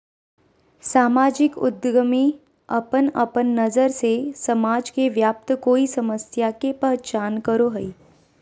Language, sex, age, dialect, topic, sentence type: Magahi, female, 18-24, Southern, banking, statement